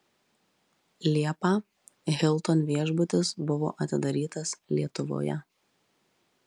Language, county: Lithuanian, Marijampolė